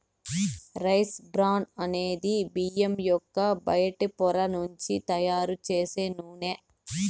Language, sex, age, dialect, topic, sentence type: Telugu, female, 36-40, Southern, agriculture, statement